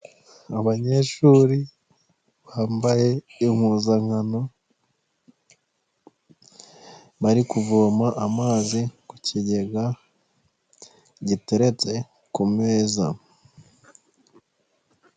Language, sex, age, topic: Kinyarwanda, male, 25-35, health